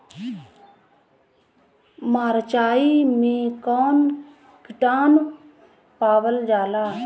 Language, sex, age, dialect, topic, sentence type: Bhojpuri, female, 31-35, Northern, agriculture, question